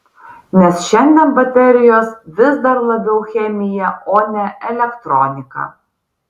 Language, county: Lithuanian, Vilnius